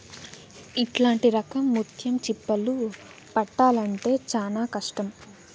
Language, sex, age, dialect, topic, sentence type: Telugu, female, 18-24, Southern, agriculture, statement